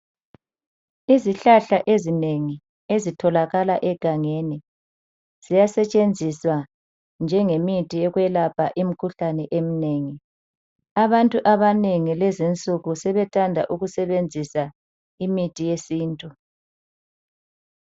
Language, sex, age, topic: North Ndebele, female, 50+, health